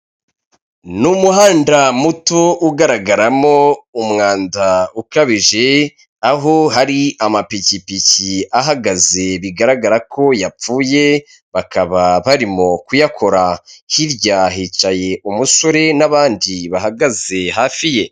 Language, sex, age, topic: Kinyarwanda, male, 25-35, government